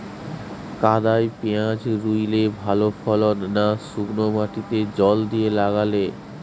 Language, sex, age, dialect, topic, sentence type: Bengali, male, 31-35, Western, agriculture, question